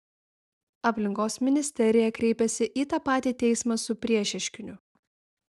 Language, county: Lithuanian, Vilnius